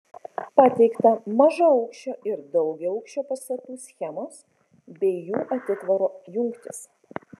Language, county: Lithuanian, Kaunas